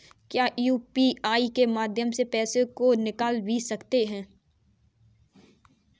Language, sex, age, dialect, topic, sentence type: Hindi, female, 18-24, Kanauji Braj Bhasha, banking, question